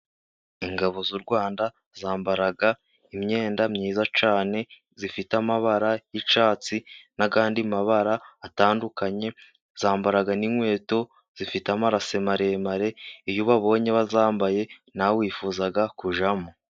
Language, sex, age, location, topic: Kinyarwanda, male, 18-24, Musanze, government